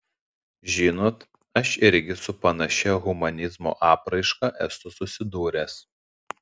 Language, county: Lithuanian, Panevėžys